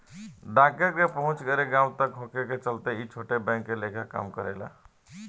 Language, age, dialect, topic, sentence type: Bhojpuri, 18-24, Southern / Standard, banking, statement